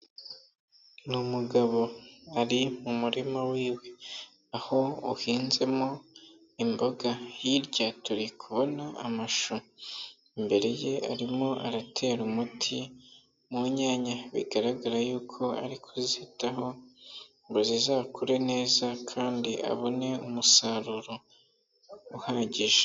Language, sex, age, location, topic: Kinyarwanda, male, 18-24, Nyagatare, agriculture